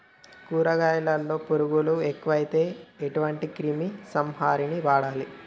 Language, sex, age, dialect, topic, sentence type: Telugu, male, 18-24, Telangana, agriculture, question